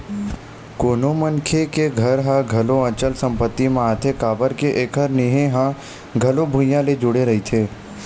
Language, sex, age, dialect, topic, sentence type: Chhattisgarhi, male, 18-24, Western/Budati/Khatahi, banking, statement